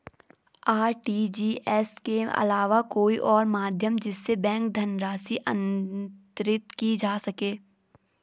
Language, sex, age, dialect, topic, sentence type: Hindi, female, 18-24, Garhwali, banking, question